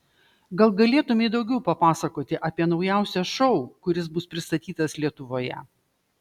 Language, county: Lithuanian, Šiauliai